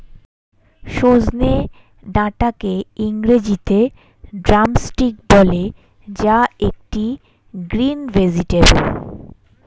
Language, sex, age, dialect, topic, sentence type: Bengali, female, 25-30, Standard Colloquial, agriculture, statement